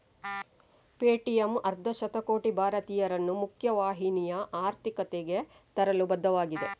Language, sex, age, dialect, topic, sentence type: Kannada, female, 25-30, Coastal/Dakshin, banking, statement